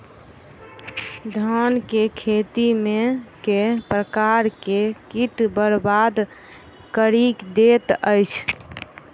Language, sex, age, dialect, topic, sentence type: Maithili, female, 25-30, Southern/Standard, agriculture, question